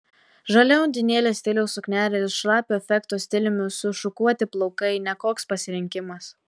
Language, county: Lithuanian, Telšiai